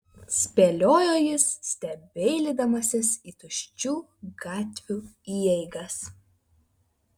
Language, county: Lithuanian, Vilnius